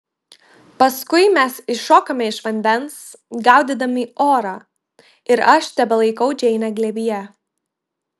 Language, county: Lithuanian, Marijampolė